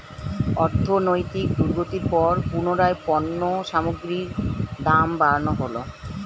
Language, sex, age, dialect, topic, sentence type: Bengali, female, 36-40, Standard Colloquial, banking, statement